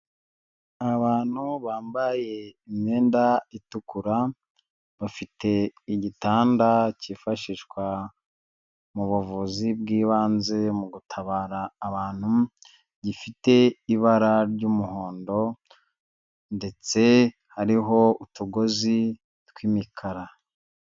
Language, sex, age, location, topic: Kinyarwanda, male, 25-35, Huye, health